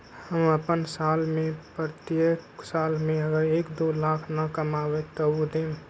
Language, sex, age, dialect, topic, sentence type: Magahi, male, 25-30, Western, banking, question